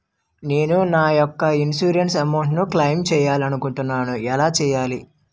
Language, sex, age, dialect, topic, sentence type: Telugu, male, 18-24, Utterandhra, banking, question